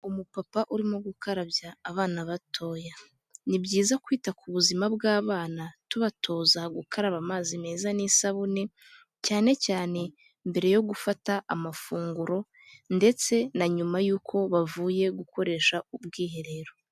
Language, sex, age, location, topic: Kinyarwanda, female, 18-24, Kigali, health